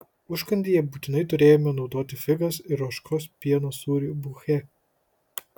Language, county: Lithuanian, Kaunas